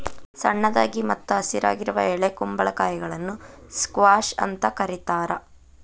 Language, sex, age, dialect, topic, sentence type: Kannada, female, 25-30, Dharwad Kannada, agriculture, statement